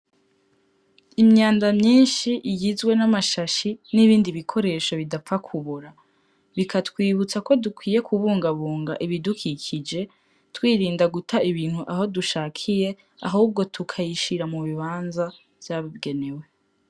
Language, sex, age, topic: Rundi, female, 18-24, agriculture